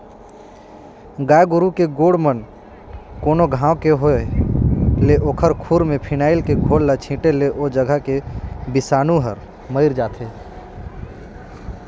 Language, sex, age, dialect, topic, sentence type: Chhattisgarhi, male, 18-24, Northern/Bhandar, agriculture, statement